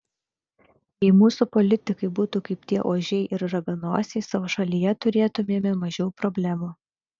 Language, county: Lithuanian, Vilnius